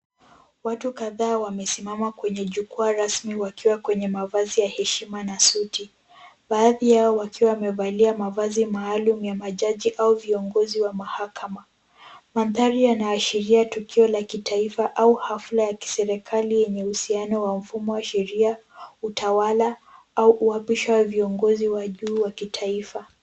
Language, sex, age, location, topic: Swahili, female, 18-24, Kisumu, government